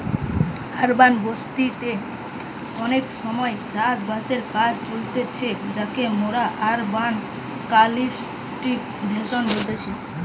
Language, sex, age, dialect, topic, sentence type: Bengali, female, 18-24, Western, agriculture, statement